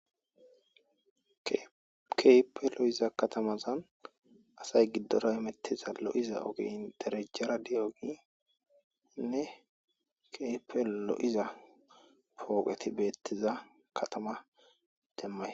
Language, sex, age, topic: Gamo, female, 18-24, agriculture